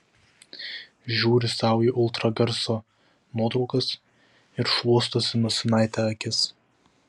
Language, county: Lithuanian, Vilnius